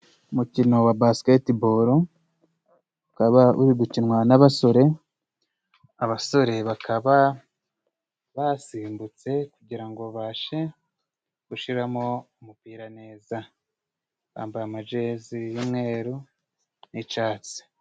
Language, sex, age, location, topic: Kinyarwanda, male, 25-35, Musanze, government